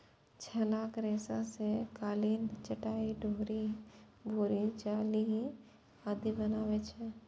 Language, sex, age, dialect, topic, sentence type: Maithili, female, 41-45, Eastern / Thethi, agriculture, statement